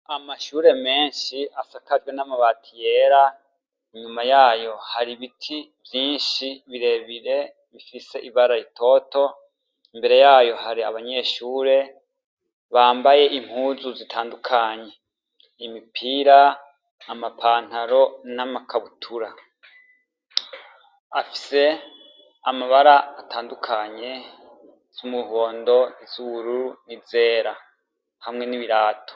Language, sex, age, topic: Rundi, male, 25-35, education